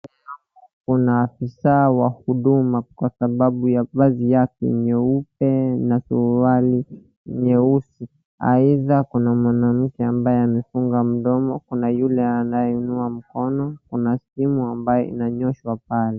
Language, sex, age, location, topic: Swahili, male, 18-24, Wajir, government